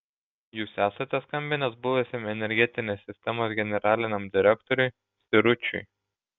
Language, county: Lithuanian, Šiauliai